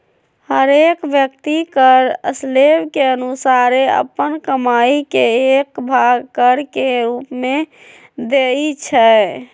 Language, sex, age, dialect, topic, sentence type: Magahi, female, 18-24, Western, banking, statement